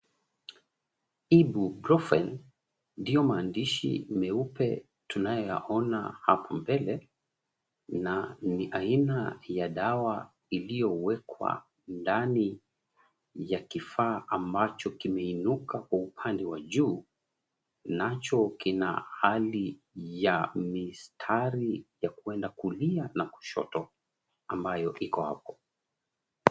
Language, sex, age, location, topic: Swahili, male, 36-49, Mombasa, health